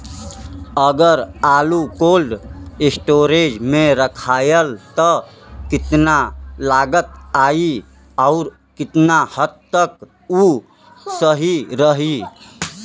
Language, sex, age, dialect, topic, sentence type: Bhojpuri, male, 25-30, Western, agriculture, question